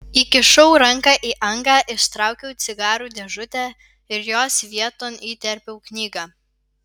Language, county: Lithuanian, Vilnius